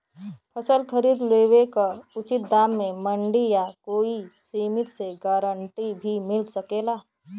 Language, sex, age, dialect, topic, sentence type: Bhojpuri, female, 25-30, Western, agriculture, question